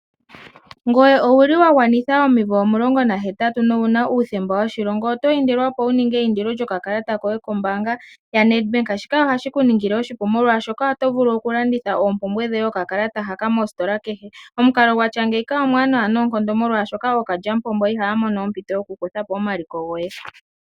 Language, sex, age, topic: Oshiwambo, female, 18-24, finance